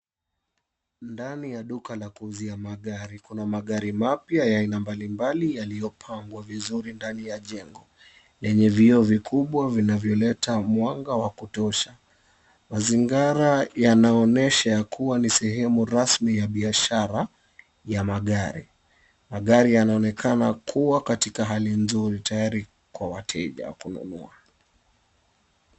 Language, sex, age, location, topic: Swahili, male, 25-35, Kisumu, finance